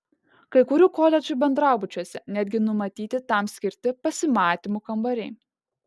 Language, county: Lithuanian, Kaunas